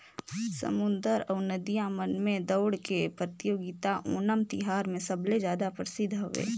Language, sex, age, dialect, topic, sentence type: Chhattisgarhi, female, 18-24, Northern/Bhandar, agriculture, statement